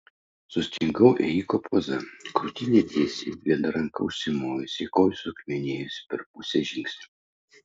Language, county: Lithuanian, Utena